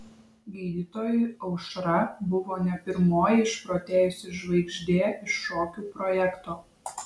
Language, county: Lithuanian, Vilnius